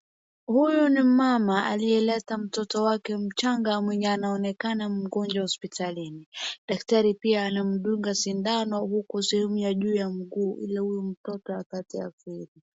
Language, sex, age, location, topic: Swahili, female, 18-24, Wajir, health